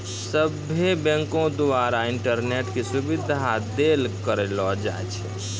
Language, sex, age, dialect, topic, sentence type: Maithili, male, 31-35, Angika, banking, statement